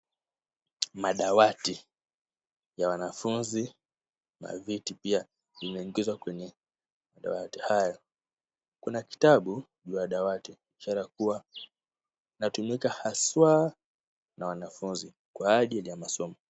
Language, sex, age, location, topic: Swahili, male, 18-24, Kisumu, education